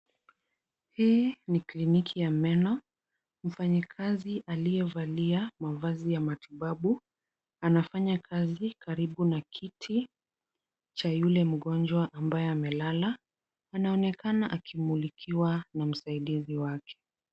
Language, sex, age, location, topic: Swahili, female, 18-24, Kisumu, health